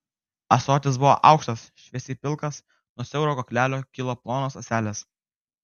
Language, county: Lithuanian, Kaunas